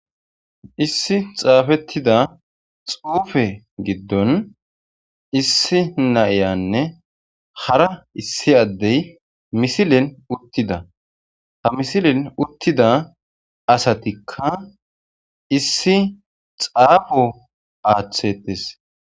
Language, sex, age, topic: Gamo, male, 18-24, government